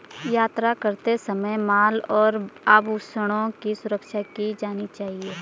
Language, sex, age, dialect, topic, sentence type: Hindi, female, 25-30, Garhwali, banking, statement